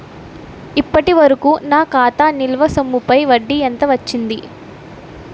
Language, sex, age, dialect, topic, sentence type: Telugu, female, 18-24, Utterandhra, banking, question